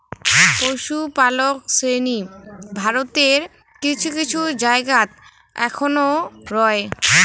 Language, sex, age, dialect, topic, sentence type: Bengali, female, <18, Rajbangshi, agriculture, statement